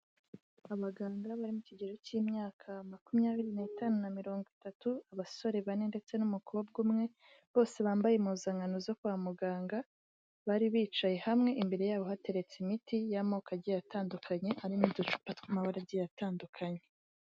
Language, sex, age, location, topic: Kinyarwanda, female, 18-24, Kigali, health